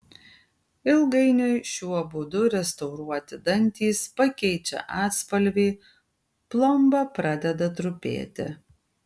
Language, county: Lithuanian, Kaunas